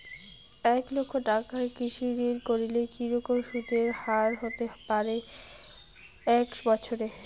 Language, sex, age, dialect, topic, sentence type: Bengali, female, 18-24, Rajbangshi, banking, question